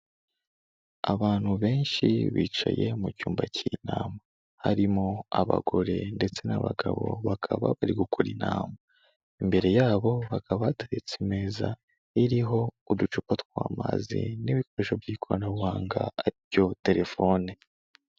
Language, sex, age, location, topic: Kinyarwanda, male, 25-35, Kigali, government